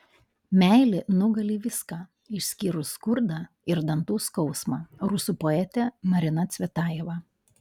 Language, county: Lithuanian, Panevėžys